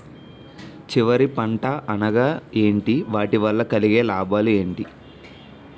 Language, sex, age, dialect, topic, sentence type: Telugu, male, 18-24, Utterandhra, agriculture, question